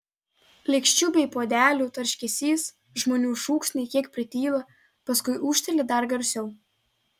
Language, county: Lithuanian, Telšiai